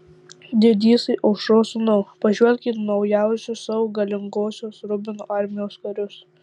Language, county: Lithuanian, Tauragė